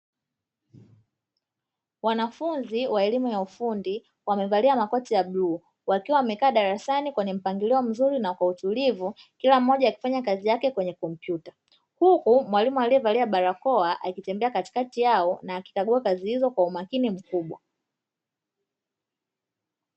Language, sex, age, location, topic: Swahili, female, 25-35, Dar es Salaam, education